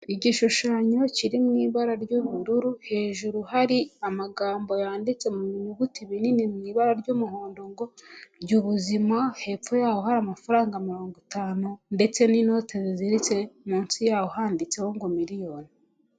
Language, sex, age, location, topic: Kinyarwanda, female, 25-35, Huye, finance